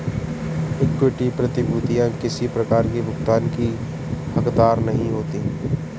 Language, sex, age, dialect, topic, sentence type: Hindi, male, 31-35, Marwari Dhudhari, banking, statement